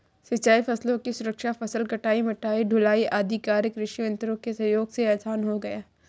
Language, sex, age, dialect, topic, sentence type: Hindi, female, 36-40, Kanauji Braj Bhasha, agriculture, statement